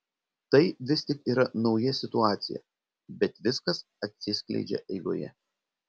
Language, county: Lithuanian, Panevėžys